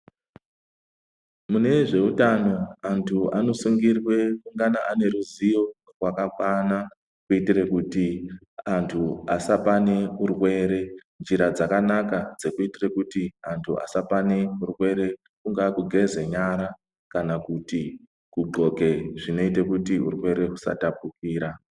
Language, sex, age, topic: Ndau, male, 50+, health